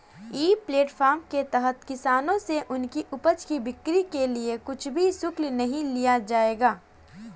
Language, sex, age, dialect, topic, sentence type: Hindi, female, 18-24, Kanauji Braj Bhasha, agriculture, statement